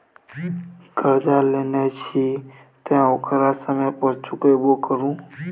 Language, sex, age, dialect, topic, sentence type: Maithili, male, 18-24, Bajjika, banking, statement